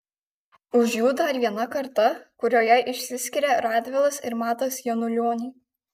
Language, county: Lithuanian, Kaunas